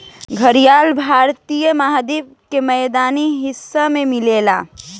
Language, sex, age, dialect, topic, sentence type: Bhojpuri, female, <18, Southern / Standard, agriculture, statement